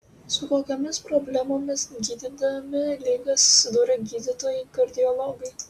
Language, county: Lithuanian, Utena